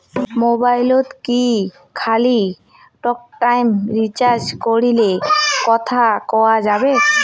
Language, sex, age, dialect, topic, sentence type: Bengali, female, 18-24, Rajbangshi, banking, question